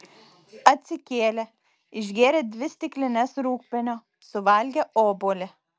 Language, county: Lithuanian, Vilnius